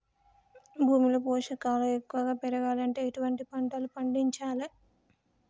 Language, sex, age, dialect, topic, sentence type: Telugu, male, 18-24, Telangana, agriculture, question